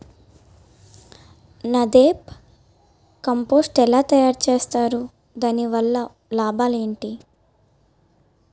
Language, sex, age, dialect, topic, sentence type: Telugu, female, 18-24, Utterandhra, agriculture, question